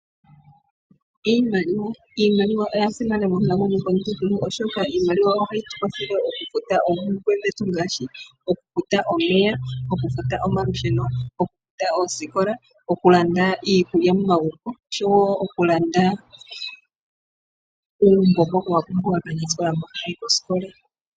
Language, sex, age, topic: Oshiwambo, female, 25-35, finance